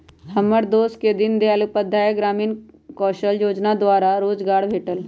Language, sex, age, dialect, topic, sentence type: Magahi, female, 31-35, Western, banking, statement